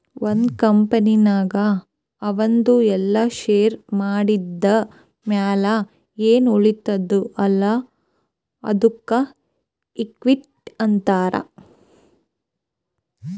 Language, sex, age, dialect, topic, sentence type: Kannada, female, 18-24, Northeastern, banking, statement